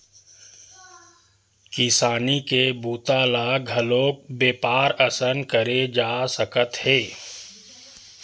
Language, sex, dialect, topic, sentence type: Chhattisgarhi, male, Western/Budati/Khatahi, agriculture, statement